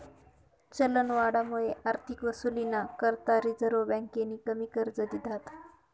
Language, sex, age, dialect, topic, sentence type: Marathi, female, 25-30, Northern Konkan, banking, statement